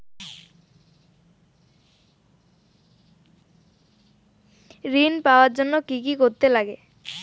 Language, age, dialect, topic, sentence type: Bengali, <18, Rajbangshi, banking, question